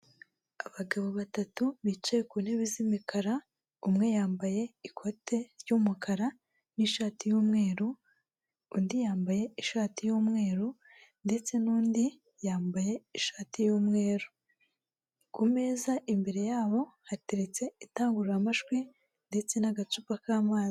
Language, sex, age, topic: Kinyarwanda, female, 18-24, government